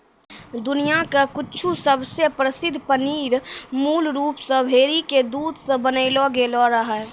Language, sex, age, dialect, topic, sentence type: Maithili, female, 18-24, Angika, agriculture, statement